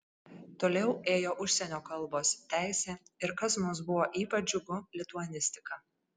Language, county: Lithuanian, Kaunas